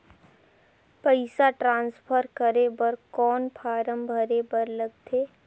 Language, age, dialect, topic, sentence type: Chhattisgarhi, 18-24, Northern/Bhandar, banking, question